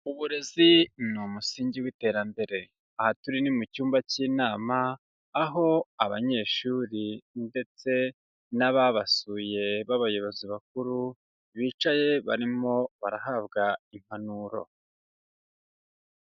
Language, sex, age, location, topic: Kinyarwanda, male, 25-35, Huye, education